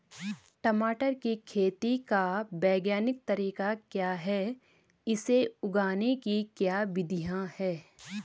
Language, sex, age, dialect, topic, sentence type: Hindi, female, 25-30, Garhwali, agriculture, question